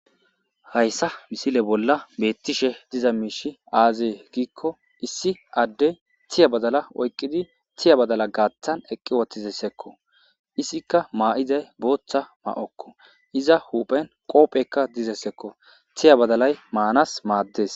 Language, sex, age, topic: Gamo, male, 25-35, agriculture